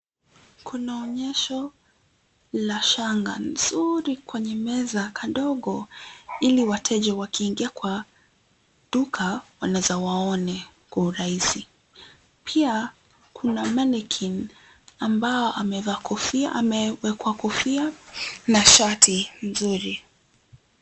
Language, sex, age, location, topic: Swahili, female, 18-24, Nairobi, finance